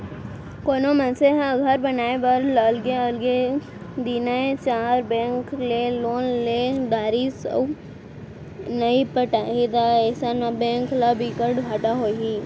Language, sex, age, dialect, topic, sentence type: Chhattisgarhi, female, 18-24, Central, banking, statement